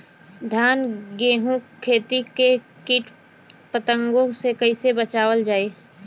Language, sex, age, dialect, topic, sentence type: Bhojpuri, female, 18-24, Western, agriculture, question